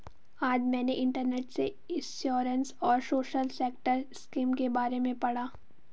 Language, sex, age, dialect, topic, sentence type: Hindi, female, 18-24, Marwari Dhudhari, banking, statement